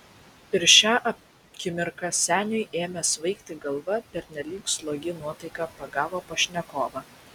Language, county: Lithuanian, Vilnius